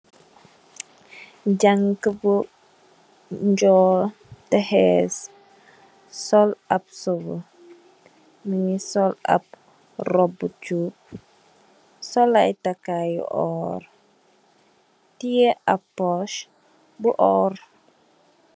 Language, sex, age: Wolof, female, 18-24